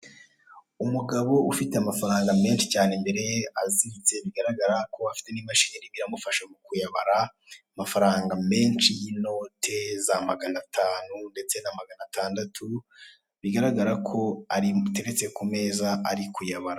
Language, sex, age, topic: Kinyarwanda, male, 18-24, finance